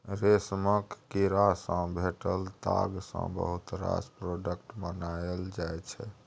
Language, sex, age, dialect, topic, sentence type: Maithili, male, 36-40, Bajjika, agriculture, statement